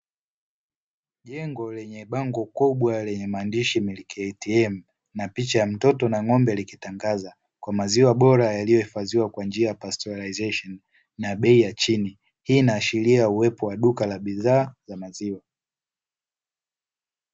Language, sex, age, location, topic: Swahili, male, 18-24, Dar es Salaam, finance